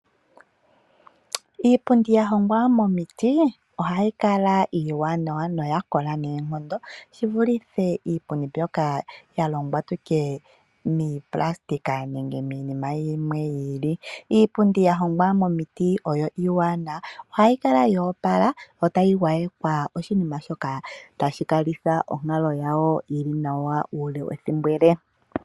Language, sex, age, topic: Oshiwambo, female, 25-35, finance